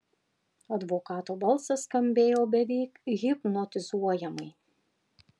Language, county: Lithuanian, Panevėžys